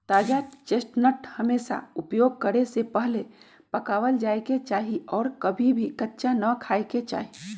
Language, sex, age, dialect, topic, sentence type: Magahi, female, 46-50, Western, agriculture, statement